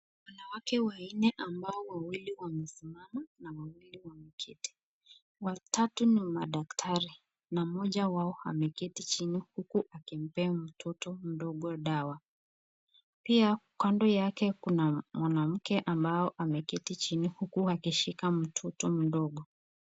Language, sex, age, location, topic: Swahili, female, 25-35, Nakuru, health